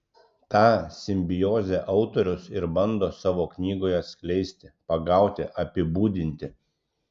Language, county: Lithuanian, Klaipėda